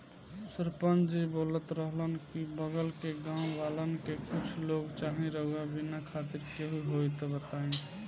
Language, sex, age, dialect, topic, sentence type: Bhojpuri, male, 18-24, Southern / Standard, agriculture, statement